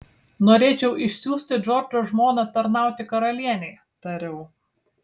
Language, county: Lithuanian, Kaunas